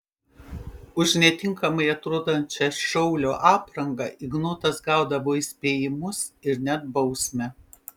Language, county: Lithuanian, Panevėžys